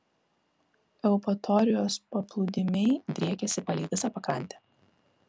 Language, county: Lithuanian, Kaunas